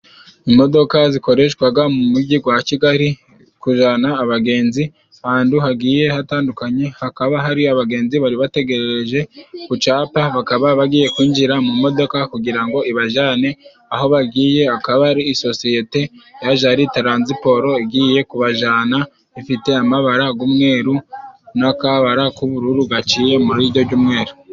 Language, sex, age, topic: Kinyarwanda, male, 25-35, government